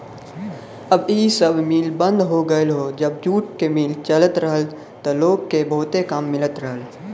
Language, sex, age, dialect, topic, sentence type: Bhojpuri, male, 25-30, Western, agriculture, statement